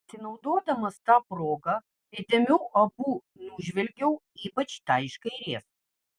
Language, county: Lithuanian, Vilnius